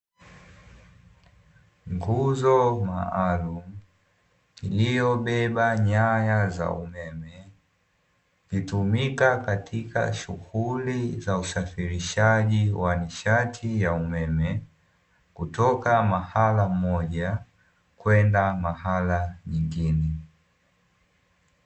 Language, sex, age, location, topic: Swahili, male, 18-24, Dar es Salaam, government